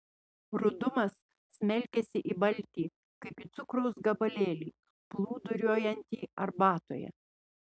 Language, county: Lithuanian, Panevėžys